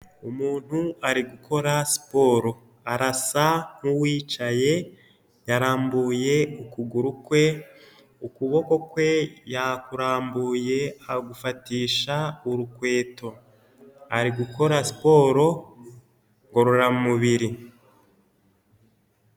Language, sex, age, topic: Kinyarwanda, male, 18-24, health